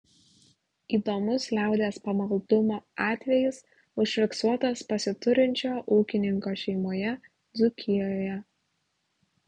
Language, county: Lithuanian, Klaipėda